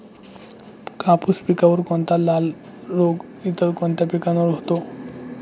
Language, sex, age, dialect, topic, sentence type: Marathi, male, 18-24, Standard Marathi, agriculture, question